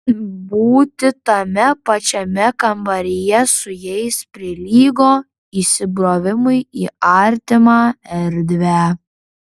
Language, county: Lithuanian, Klaipėda